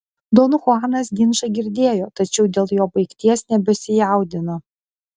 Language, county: Lithuanian, Klaipėda